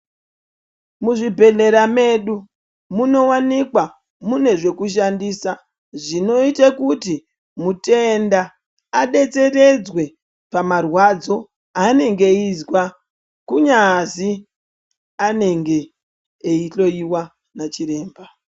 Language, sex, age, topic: Ndau, male, 18-24, health